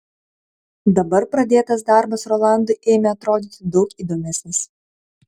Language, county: Lithuanian, Kaunas